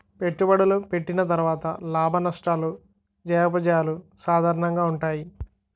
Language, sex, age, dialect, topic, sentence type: Telugu, male, 60-100, Utterandhra, banking, statement